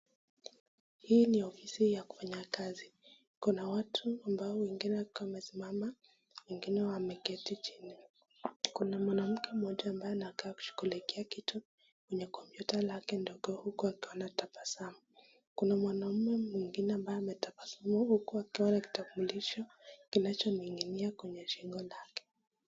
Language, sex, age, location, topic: Swahili, female, 25-35, Nakuru, government